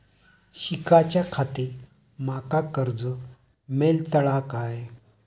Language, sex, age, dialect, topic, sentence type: Marathi, male, 60-100, Southern Konkan, banking, question